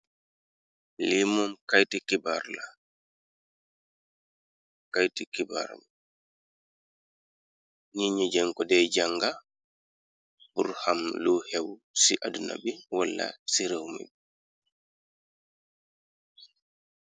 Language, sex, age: Wolof, male, 36-49